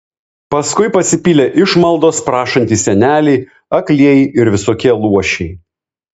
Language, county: Lithuanian, Vilnius